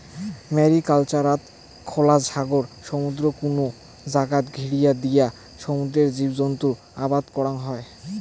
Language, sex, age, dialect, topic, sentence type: Bengali, male, 18-24, Rajbangshi, agriculture, statement